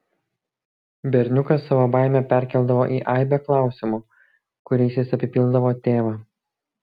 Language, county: Lithuanian, Kaunas